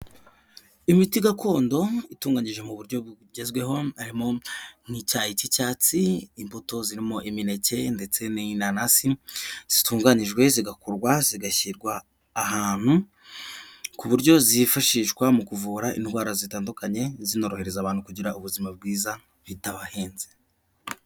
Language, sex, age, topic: Kinyarwanda, male, 18-24, health